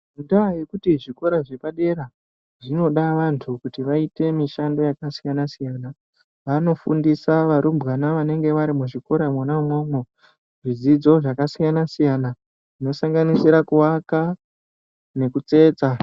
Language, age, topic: Ndau, 50+, education